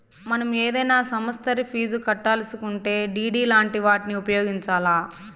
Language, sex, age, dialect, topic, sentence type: Telugu, female, 18-24, Southern, banking, statement